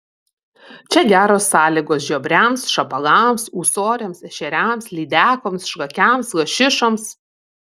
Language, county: Lithuanian, Vilnius